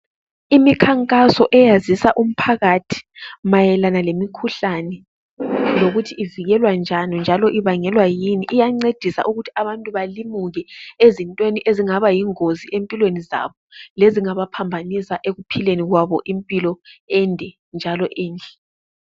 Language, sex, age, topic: North Ndebele, female, 25-35, health